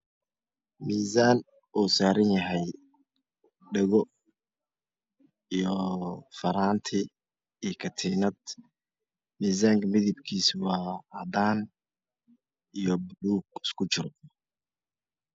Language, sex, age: Somali, male, 18-24